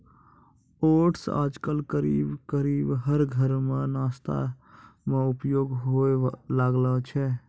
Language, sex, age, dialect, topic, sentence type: Maithili, male, 56-60, Angika, agriculture, statement